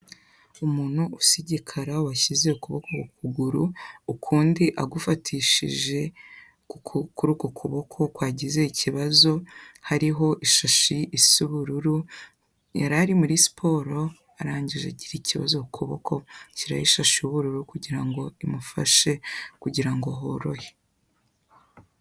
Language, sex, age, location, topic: Kinyarwanda, female, 18-24, Kigali, health